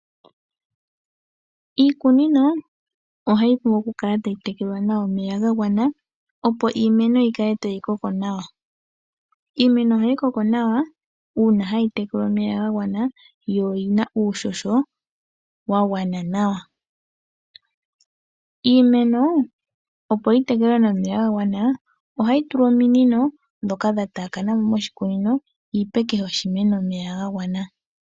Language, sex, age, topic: Oshiwambo, male, 25-35, agriculture